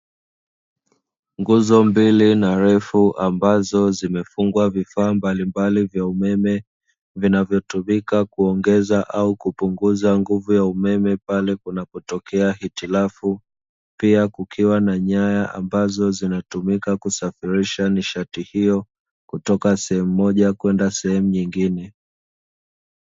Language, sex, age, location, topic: Swahili, male, 25-35, Dar es Salaam, government